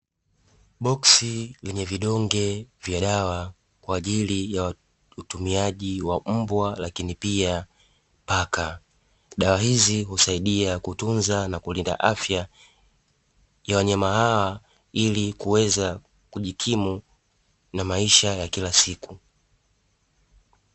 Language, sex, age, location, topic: Swahili, male, 18-24, Dar es Salaam, agriculture